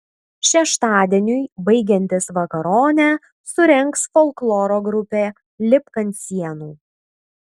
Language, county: Lithuanian, Vilnius